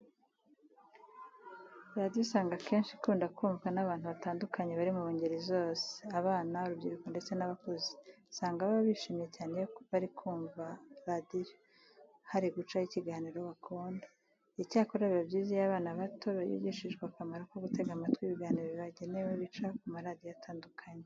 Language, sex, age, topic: Kinyarwanda, female, 36-49, education